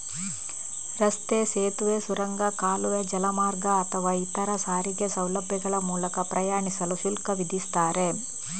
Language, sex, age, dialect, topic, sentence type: Kannada, female, 25-30, Coastal/Dakshin, banking, statement